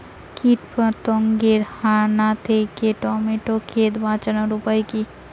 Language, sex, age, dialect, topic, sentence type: Bengali, female, 18-24, Rajbangshi, agriculture, question